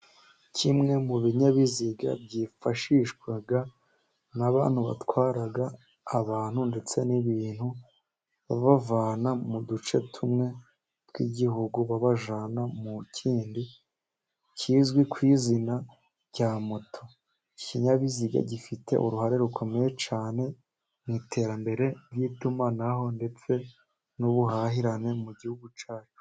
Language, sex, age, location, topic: Kinyarwanda, female, 50+, Musanze, government